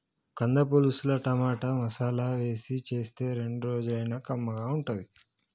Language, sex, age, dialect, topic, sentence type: Telugu, male, 31-35, Telangana, agriculture, statement